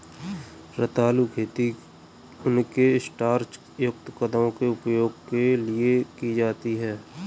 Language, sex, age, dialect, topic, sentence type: Hindi, male, 25-30, Kanauji Braj Bhasha, agriculture, statement